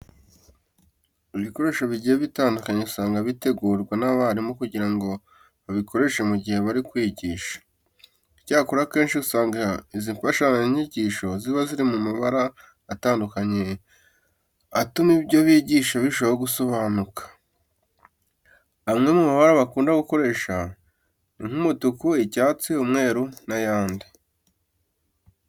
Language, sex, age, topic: Kinyarwanda, male, 18-24, education